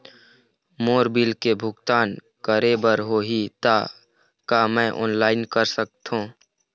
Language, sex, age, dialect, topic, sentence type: Chhattisgarhi, male, 60-100, Eastern, banking, question